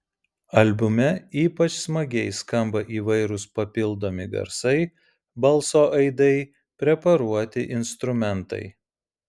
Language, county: Lithuanian, Vilnius